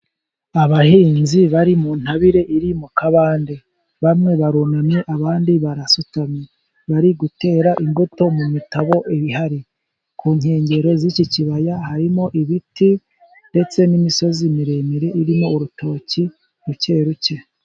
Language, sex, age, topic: Kinyarwanda, male, 25-35, agriculture